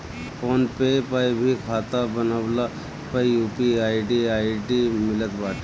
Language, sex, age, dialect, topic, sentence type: Bhojpuri, male, 36-40, Northern, banking, statement